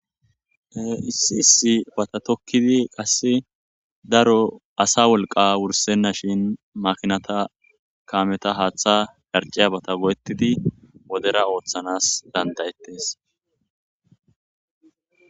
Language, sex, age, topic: Gamo, male, 25-35, agriculture